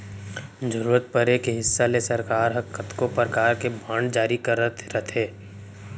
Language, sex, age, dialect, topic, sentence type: Chhattisgarhi, male, 18-24, Central, banking, statement